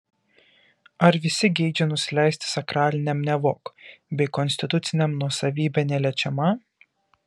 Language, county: Lithuanian, Kaunas